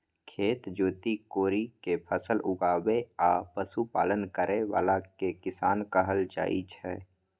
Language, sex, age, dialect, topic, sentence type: Maithili, male, 25-30, Eastern / Thethi, agriculture, statement